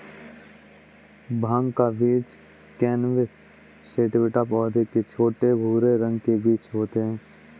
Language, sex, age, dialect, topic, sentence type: Hindi, male, 18-24, Kanauji Braj Bhasha, agriculture, statement